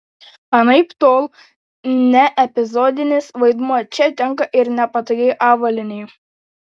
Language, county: Lithuanian, Panevėžys